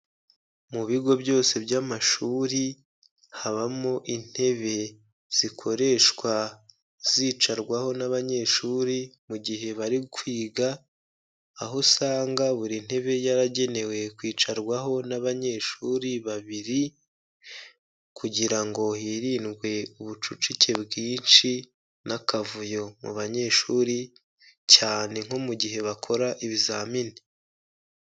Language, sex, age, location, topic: Kinyarwanda, male, 25-35, Kigali, education